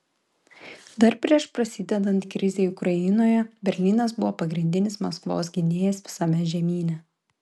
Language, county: Lithuanian, Klaipėda